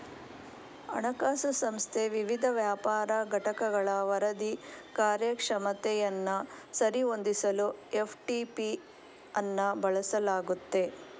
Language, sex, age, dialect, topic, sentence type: Kannada, female, 51-55, Mysore Kannada, banking, statement